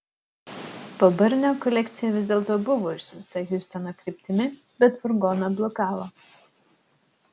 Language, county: Lithuanian, Utena